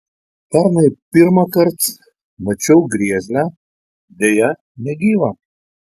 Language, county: Lithuanian, Telšiai